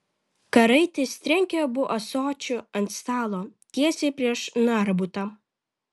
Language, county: Lithuanian, Vilnius